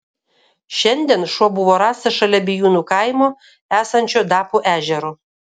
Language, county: Lithuanian, Kaunas